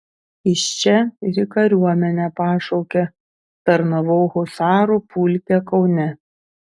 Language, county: Lithuanian, Šiauliai